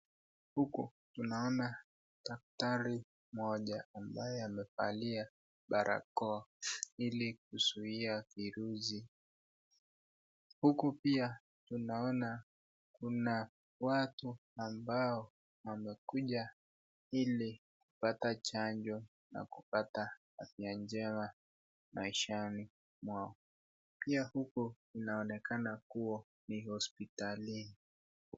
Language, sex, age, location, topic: Swahili, female, 36-49, Nakuru, health